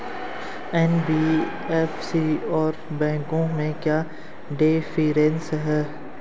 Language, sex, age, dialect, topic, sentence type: Hindi, male, 18-24, Hindustani Malvi Khadi Boli, banking, question